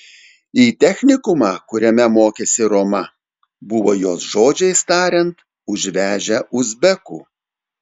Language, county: Lithuanian, Telšiai